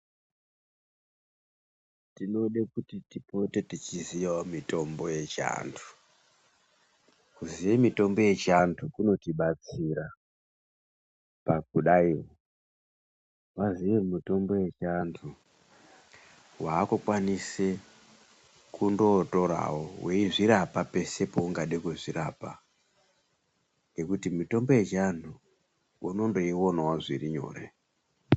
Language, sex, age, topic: Ndau, male, 36-49, health